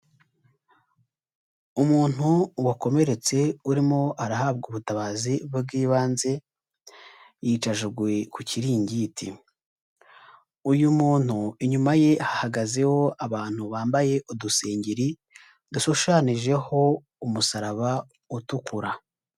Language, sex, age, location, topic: Kinyarwanda, male, 18-24, Huye, health